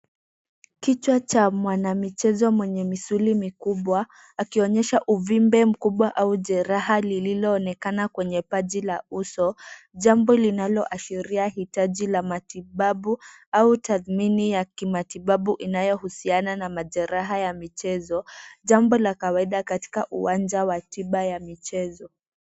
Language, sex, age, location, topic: Swahili, female, 18-24, Nairobi, health